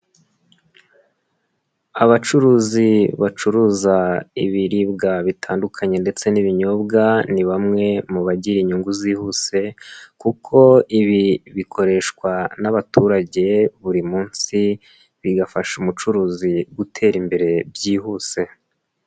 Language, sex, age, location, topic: Kinyarwanda, male, 18-24, Nyagatare, finance